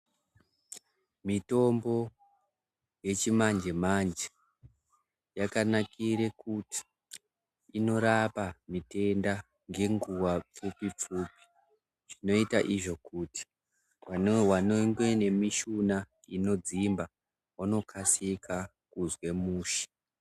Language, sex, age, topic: Ndau, male, 18-24, health